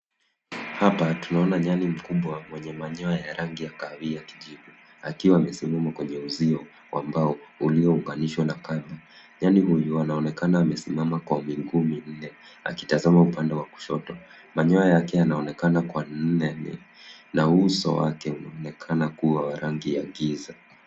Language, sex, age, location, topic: Swahili, male, 25-35, Nairobi, government